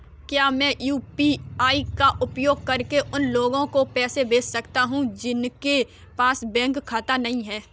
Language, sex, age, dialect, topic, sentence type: Hindi, female, 18-24, Kanauji Braj Bhasha, banking, question